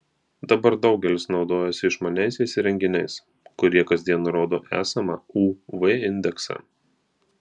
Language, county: Lithuanian, Marijampolė